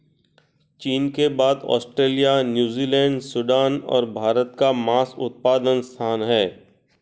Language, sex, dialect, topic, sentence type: Hindi, male, Marwari Dhudhari, agriculture, statement